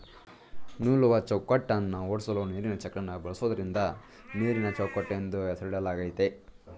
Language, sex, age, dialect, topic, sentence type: Kannada, male, 18-24, Mysore Kannada, agriculture, statement